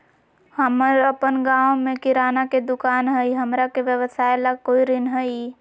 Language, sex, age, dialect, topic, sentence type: Magahi, female, 18-24, Southern, banking, question